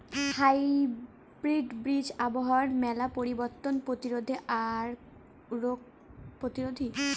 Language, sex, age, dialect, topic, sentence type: Bengali, female, 18-24, Rajbangshi, agriculture, statement